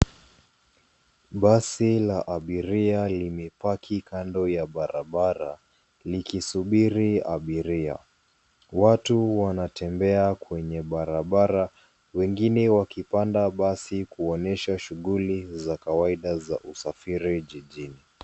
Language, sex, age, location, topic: Swahili, female, 36-49, Nairobi, government